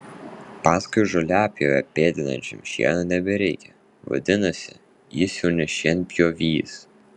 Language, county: Lithuanian, Vilnius